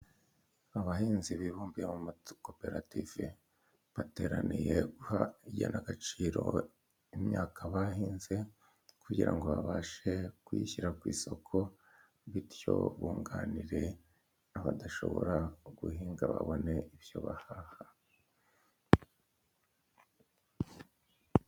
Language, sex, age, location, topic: Kinyarwanda, male, 50+, Kigali, health